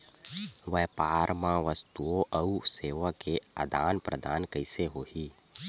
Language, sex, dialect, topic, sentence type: Chhattisgarhi, male, Western/Budati/Khatahi, agriculture, question